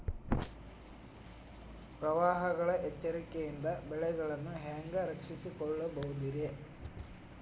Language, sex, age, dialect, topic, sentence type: Kannada, male, 18-24, Dharwad Kannada, agriculture, question